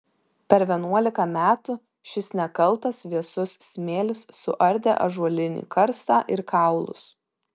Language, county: Lithuanian, Vilnius